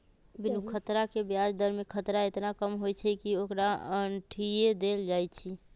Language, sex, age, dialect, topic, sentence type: Magahi, female, 25-30, Western, banking, statement